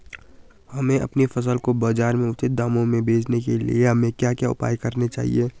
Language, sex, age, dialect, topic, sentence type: Hindi, male, 18-24, Garhwali, agriculture, question